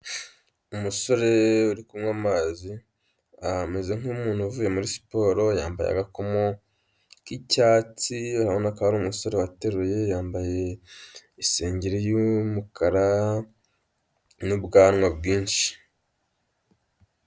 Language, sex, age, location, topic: Kinyarwanda, male, 25-35, Huye, health